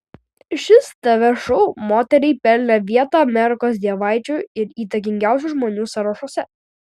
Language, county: Lithuanian, Vilnius